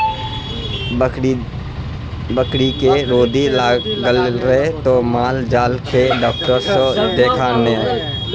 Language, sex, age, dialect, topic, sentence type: Maithili, male, 31-35, Bajjika, agriculture, statement